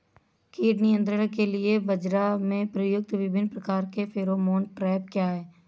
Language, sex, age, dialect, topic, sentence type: Hindi, male, 18-24, Awadhi Bundeli, agriculture, question